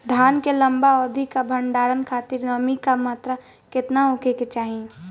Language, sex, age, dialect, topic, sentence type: Bhojpuri, female, <18, Southern / Standard, agriculture, question